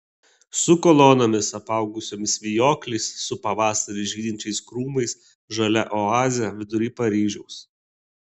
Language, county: Lithuanian, Klaipėda